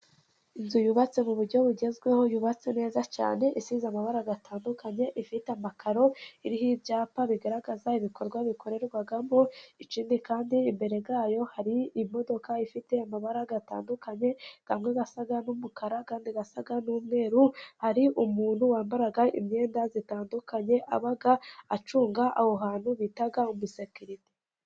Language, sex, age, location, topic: Kinyarwanda, female, 25-35, Musanze, health